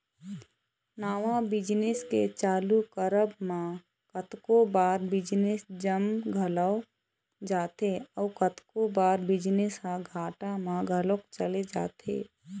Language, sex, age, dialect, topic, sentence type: Chhattisgarhi, female, 25-30, Eastern, banking, statement